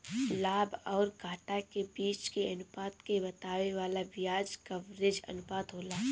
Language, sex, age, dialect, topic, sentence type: Bhojpuri, female, 18-24, Northern, banking, statement